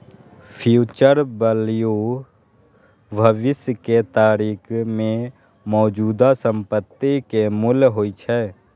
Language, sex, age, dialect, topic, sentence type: Maithili, male, 18-24, Eastern / Thethi, banking, statement